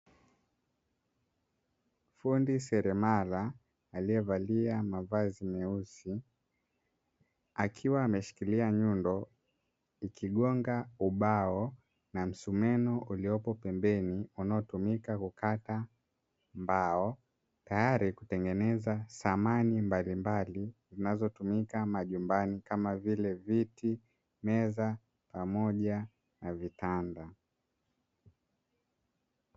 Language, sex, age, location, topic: Swahili, male, 25-35, Dar es Salaam, finance